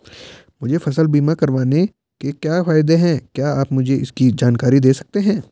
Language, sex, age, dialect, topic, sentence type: Hindi, male, 18-24, Garhwali, banking, question